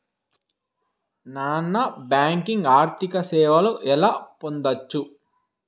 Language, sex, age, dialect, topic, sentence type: Telugu, male, 18-24, Southern, banking, question